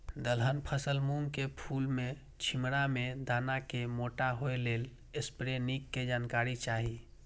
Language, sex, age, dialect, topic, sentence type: Maithili, female, 31-35, Eastern / Thethi, agriculture, question